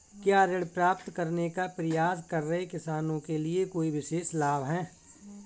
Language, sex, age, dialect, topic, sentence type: Hindi, male, 41-45, Awadhi Bundeli, agriculture, statement